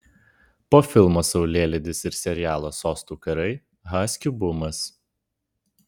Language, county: Lithuanian, Vilnius